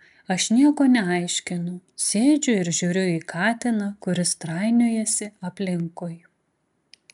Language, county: Lithuanian, Klaipėda